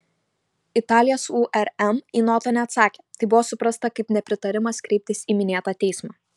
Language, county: Lithuanian, Šiauliai